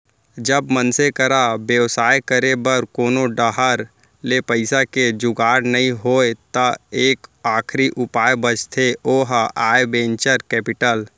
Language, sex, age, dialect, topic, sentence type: Chhattisgarhi, male, 18-24, Central, banking, statement